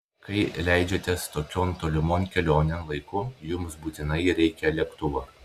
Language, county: Lithuanian, Klaipėda